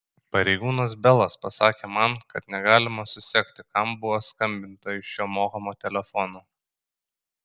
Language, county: Lithuanian, Kaunas